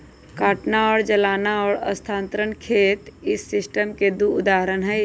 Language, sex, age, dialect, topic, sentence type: Magahi, female, 25-30, Western, agriculture, statement